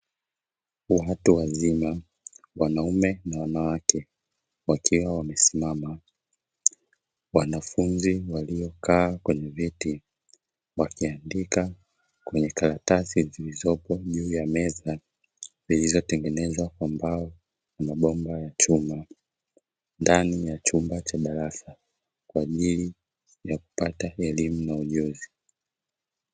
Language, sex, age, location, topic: Swahili, male, 25-35, Dar es Salaam, education